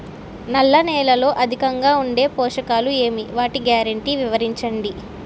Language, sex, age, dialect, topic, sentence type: Telugu, female, 18-24, Utterandhra, agriculture, question